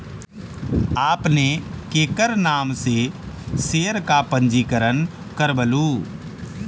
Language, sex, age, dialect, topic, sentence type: Magahi, male, 31-35, Central/Standard, banking, statement